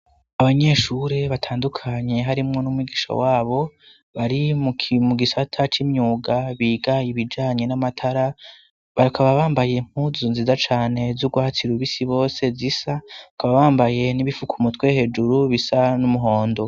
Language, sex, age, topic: Rundi, female, 18-24, education